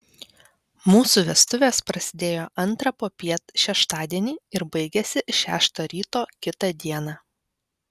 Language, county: Lithuanian, Vilnius